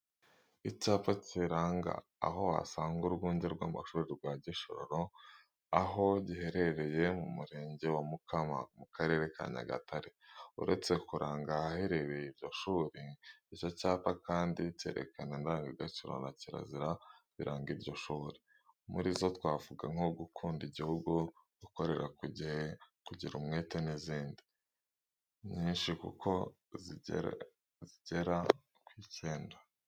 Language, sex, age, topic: Kinyarwanda, male, 18-24, education